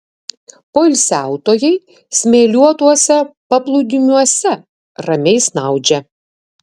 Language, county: Lithuanian, Kaunas